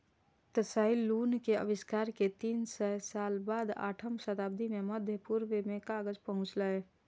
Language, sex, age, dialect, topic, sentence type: Maithili, female, 25-30, Eastern / Thethi, agriculture, statement